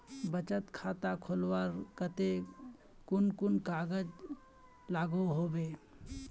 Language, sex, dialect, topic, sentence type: Magahi, male, Northeastern/Surjapuri, banking, question